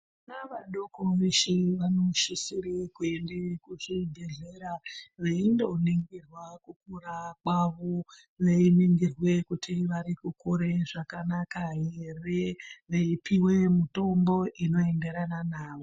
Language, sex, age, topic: Ndau, female, 25-35, health